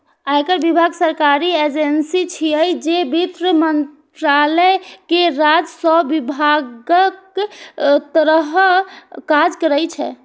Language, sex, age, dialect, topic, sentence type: Maithili, female, 46-50, Eastern / Thethi, banking, statement